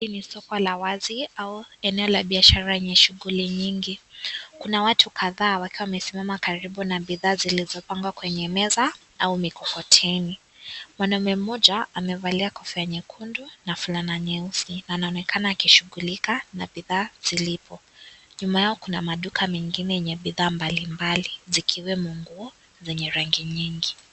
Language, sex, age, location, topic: Swahili, female, 18-24, Kisii, finance